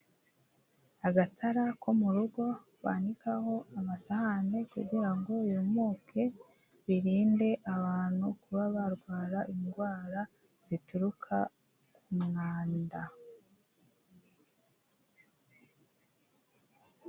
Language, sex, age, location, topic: Kinyarwanda, female, 18-24, Kigali, health